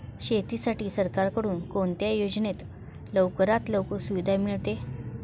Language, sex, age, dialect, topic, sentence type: Marathi, female, 36-40, Standard Marathi, agriculture, question